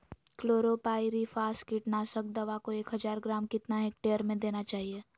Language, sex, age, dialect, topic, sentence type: Magahi, female, 18-24, Southern, agriculture, question